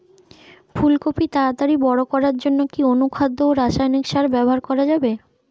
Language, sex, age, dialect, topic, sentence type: Bengali, female, 25-30, Western, agriculture, question